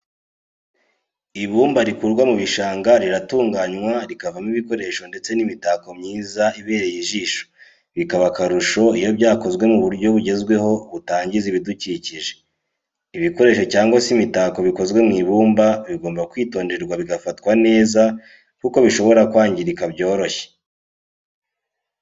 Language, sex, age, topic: Kinyarwanda, male, 18-24, education